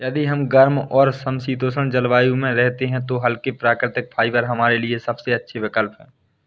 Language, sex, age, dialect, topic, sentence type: Hindi, male, 18-24, Awadhi Bundeli, agriculture, statement